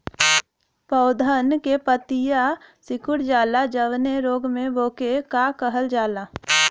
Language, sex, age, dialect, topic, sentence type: Bhojpuri, female, 25-30, Western, agriculture, question